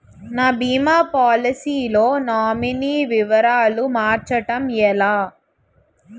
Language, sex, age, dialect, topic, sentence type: Telugu, female, 18-24, Utterandhra, banking, question